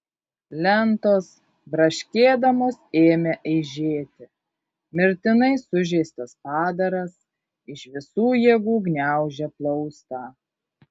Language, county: Lithuanian, Kaunas